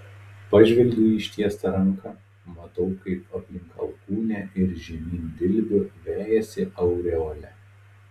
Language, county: Lithuanian, Telšiai